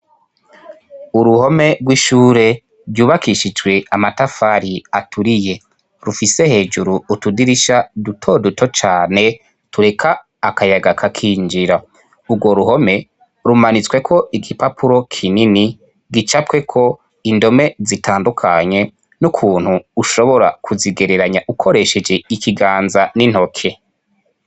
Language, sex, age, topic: Rundi, male, 25-35, education